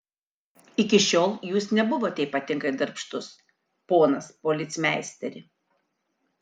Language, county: Lithuanian, Kaunas